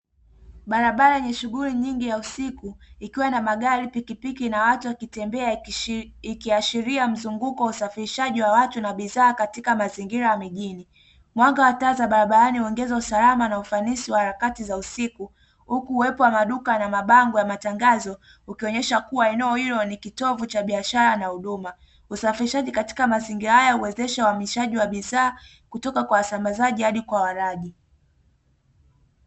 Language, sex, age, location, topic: Swahili, female, 18-24, Dar es Salaam, government